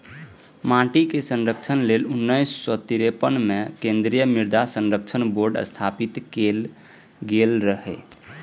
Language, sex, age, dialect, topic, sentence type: Maithili, male, 18-24, Eastern / Thethi, agriculture, statement